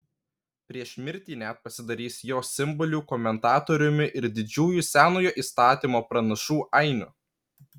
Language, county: Lithuanian, Kaunas